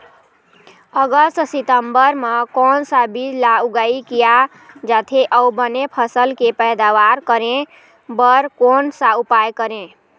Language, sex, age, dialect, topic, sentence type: Chhattisgarhi, female, 51-55, Eastern, agriculture, question